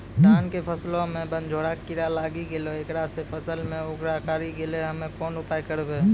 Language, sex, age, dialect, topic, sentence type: Maithili, male, 18-24, Angika, agriculture, question